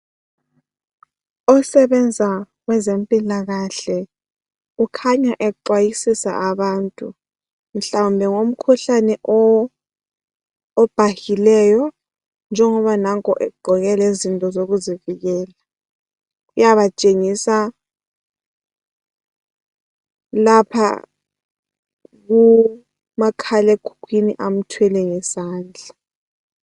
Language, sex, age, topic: North Ndebele, female, 18-24, health